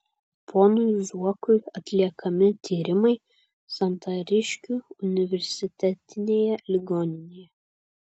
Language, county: Lithuanian, Kaunas